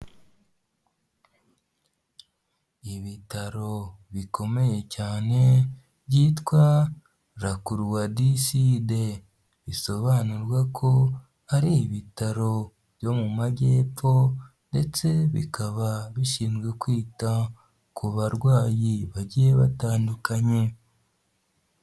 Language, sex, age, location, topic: Kinyarwanda, female, 18-24, Huye, health